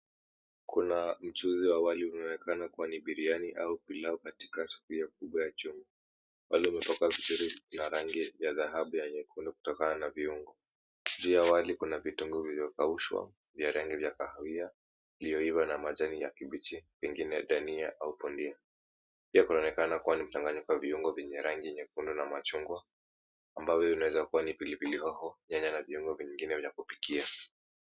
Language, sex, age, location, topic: Swahili, male, 18-24, Mombasa, agriculture